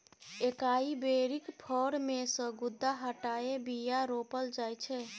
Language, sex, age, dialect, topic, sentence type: Maithili, female, 31-35, Bajjika, agriculture, statement